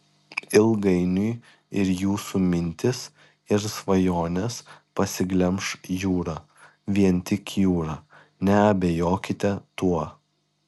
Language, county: Lithuanian, Klaipėda